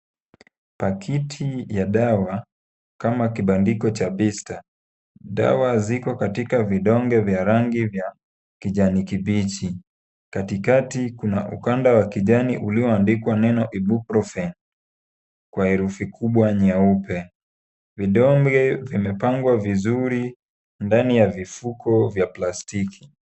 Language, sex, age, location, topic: Swahili, male, 18-24, Kisumu, health